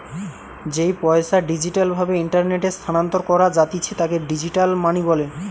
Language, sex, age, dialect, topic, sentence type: Bengali, male, 18-24, Western, banking, statement